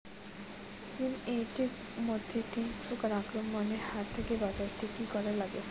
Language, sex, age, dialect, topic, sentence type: Bengali, female, 25-30, Rajbangshi, agriculture, question